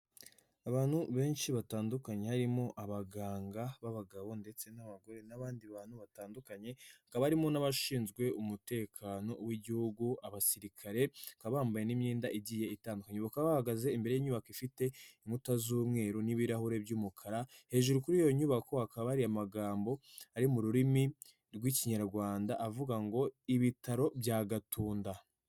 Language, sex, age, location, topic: Kinyarwanda, male, 18-24, Nyagatare, health